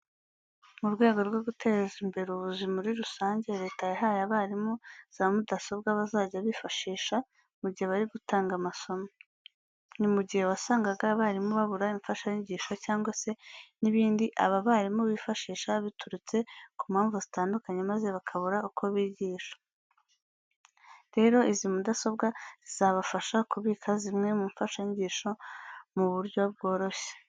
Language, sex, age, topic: Kinyarwanda, female, 18-24, education